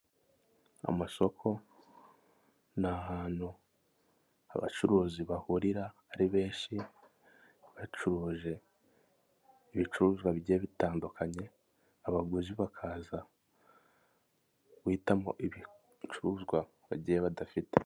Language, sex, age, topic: Kinyarwanda, male, 25-35, finance